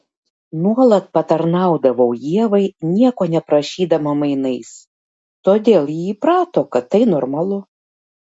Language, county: Lithuanian, Šiauliai